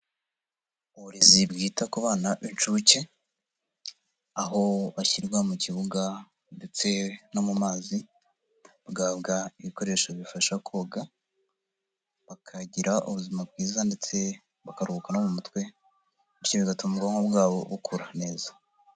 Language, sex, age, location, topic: Kinyarwanda, male, 50+, Nyagatare, education